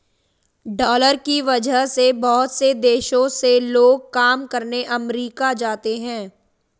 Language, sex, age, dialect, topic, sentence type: Hindi, female, 18-24, Marwari Dhudhari, banking, statement